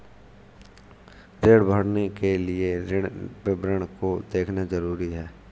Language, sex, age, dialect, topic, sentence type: Hindi, male, 25-30, Awadhi Bundeli, banking, statement